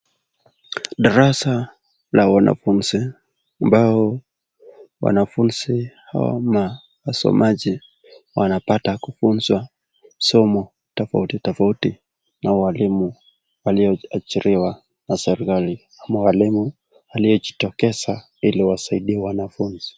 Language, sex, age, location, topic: Swahili, male, 18-24, Nakuru, education